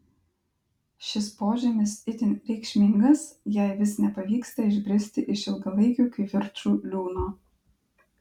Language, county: Lithuanian, Klaipėda